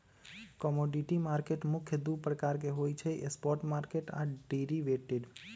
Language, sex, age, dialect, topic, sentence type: Magahi, male, 25-30, Western, banking, statement